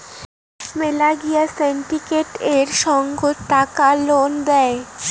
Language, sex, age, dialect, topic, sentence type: Bengali, female, <18, Rajbangshi, banking, statement